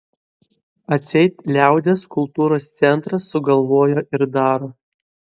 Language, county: Lithuanian, Vilnius